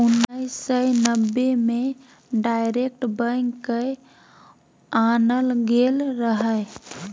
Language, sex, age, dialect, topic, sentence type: Maithili, female, 18-24, Bajjika, banking, statement